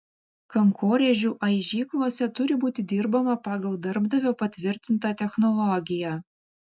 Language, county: Lithuanian, Vilnius